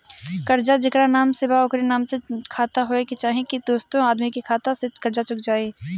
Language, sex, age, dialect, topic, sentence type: Bhojpuri, female, 25-30, Southern / Standard, banking, question